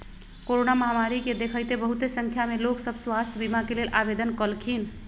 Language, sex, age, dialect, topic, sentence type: Magahi, female, 36-40, Western, banking, statement